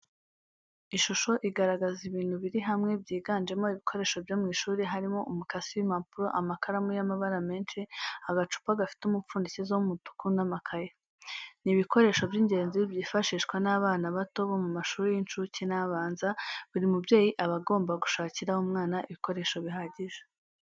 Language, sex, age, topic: Kinyarwanda, female, 18-24, education